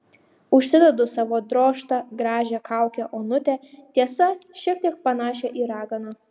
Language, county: Lithuanian, Šiauliai